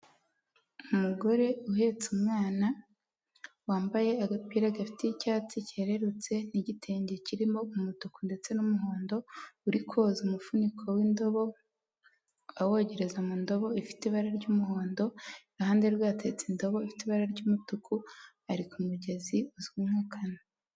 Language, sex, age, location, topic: Kinyarwanda, female, 18-24, Huye, health